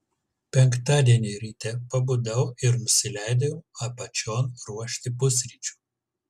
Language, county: Lithuanian, Kaunas